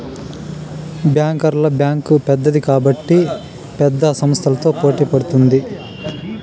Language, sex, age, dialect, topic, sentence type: Telugu, male, 18-24, Southern, banking, statement